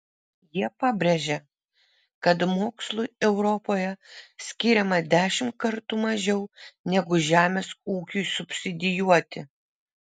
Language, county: Lithuanian, Vilnius